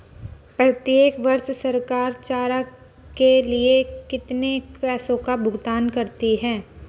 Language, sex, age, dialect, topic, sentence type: Hindi, female, 25-30, Marwari Dhudhari, agriculture, statement